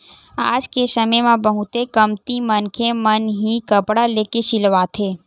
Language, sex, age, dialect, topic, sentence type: Chhattisgarhi, male, 18-24, Western/Budati/Khatahi, banking, statement